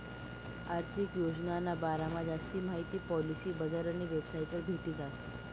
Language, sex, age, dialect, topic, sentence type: Marathi, female, 18-24, Northern Konkan, banking, statement